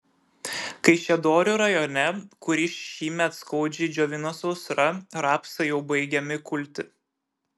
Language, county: Lithuanian, Šiauliai